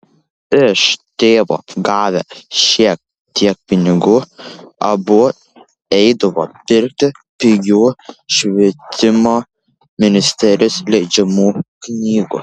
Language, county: Lithuanian, Kaunas